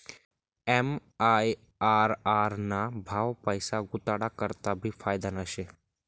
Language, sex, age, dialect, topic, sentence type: Marathi, male, 18-24, Northern Konkan, banking, statement